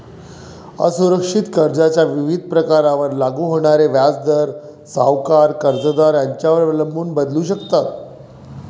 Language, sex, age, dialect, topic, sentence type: Marathi, male, 41-45, Varhadi, banking, statement